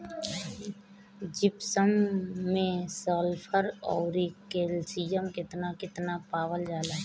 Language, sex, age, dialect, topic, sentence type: Bhojpuri, female, 25-30, Northern, agriculture, question